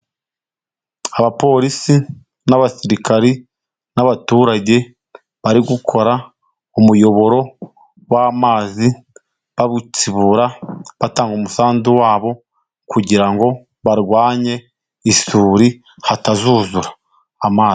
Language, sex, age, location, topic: Kinyarwanda, male, 25-35, Musanze, government